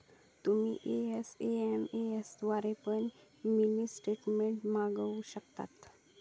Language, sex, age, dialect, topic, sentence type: Marathi, female, 18-24, Southern Konkan, banking, statement